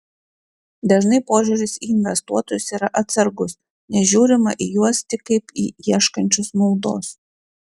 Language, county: Lithuanian, Klaipėda